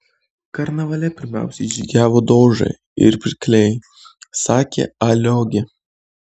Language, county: Lithuanian, Kaunas